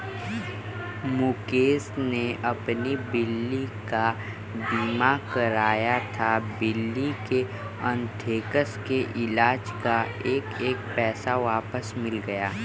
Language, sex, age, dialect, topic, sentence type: Hindi, male, 36-40, Kanauji Braj Bhasha, banking, statement